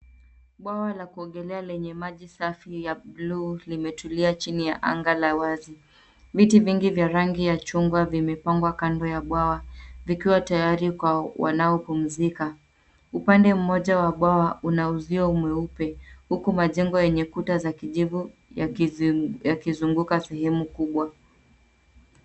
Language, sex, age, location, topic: Swahili, female, 18-24, Nairobi, education